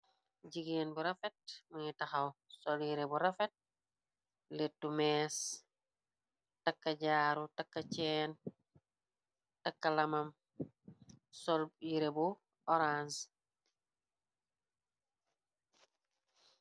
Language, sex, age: Wolof, female, 25-35